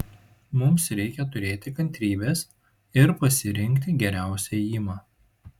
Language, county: Lithuanian, Šiauliai